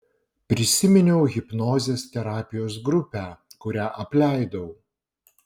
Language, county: Lithuanian, Vilnius